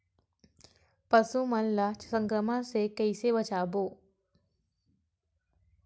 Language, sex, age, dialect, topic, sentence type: Chhattisgarhi, female, 18-24, Western/Budati/Khatahi, agriculture, question